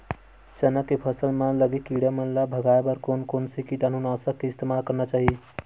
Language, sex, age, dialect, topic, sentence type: Chhattisgarhi, male, 31-35, Western/Budati/Khatahi, agriculture, question